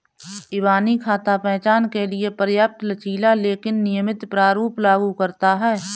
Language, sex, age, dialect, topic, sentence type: Hindi, female, 31-35, Awadhi Bundeli, banking, statement